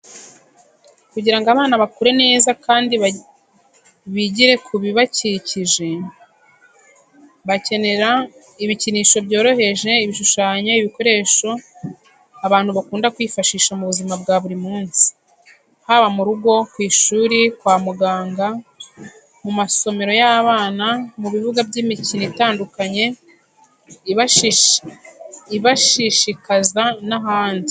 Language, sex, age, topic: Kinyarwanda, female, 25-35, education